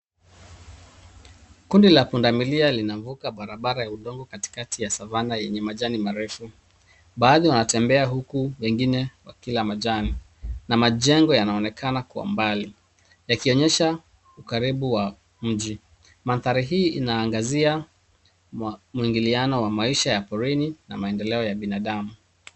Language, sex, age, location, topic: Swahili, male, 36-49, Nairobi, government